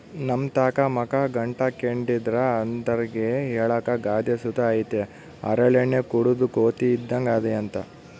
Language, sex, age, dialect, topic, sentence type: Kannada, male, 18-24, Central, agriculture, statement